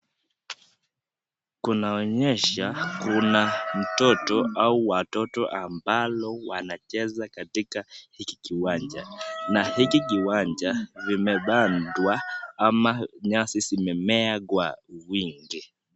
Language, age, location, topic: Swahili, 25-35, Nakuru, education